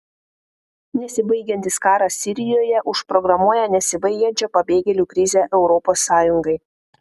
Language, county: Lithuanian, Panevėžys